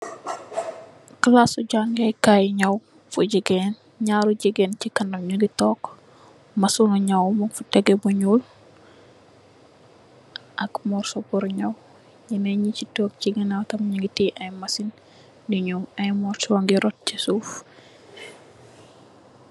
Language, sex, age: Wolof, female, 18-24